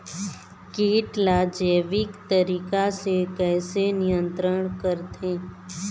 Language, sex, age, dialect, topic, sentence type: Chhattisgarhi, female, 25-30, Eastern, agriculture, question